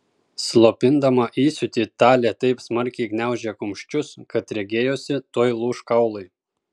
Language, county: Lithuanian, Kaunas